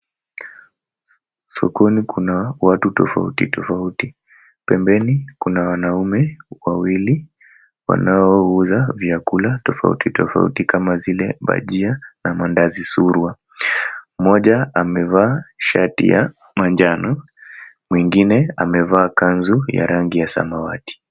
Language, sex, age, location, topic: Swahili, male, 18-24, Mombasa, agriculture